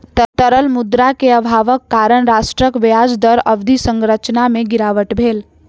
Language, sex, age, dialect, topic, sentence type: Maithili, female, 60-100, Southern/Standard, banking, statement